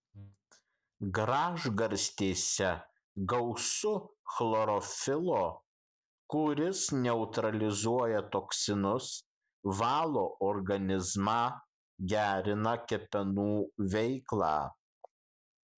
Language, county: Lithuanian, Kaunas